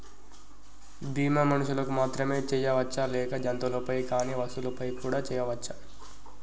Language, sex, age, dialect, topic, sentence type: Telugu, male, 18-24, Telangana, banking, question